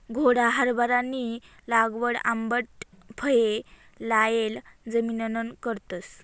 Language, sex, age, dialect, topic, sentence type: Marathi, female, 25-30, Northern Konkan, agriculture, statement